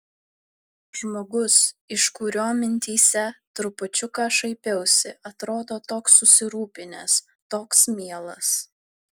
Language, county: Lithuanian, Vilnius